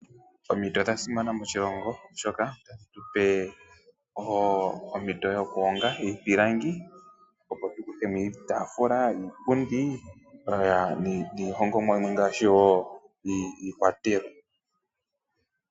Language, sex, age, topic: Oshiwambo, male, 25-35, finance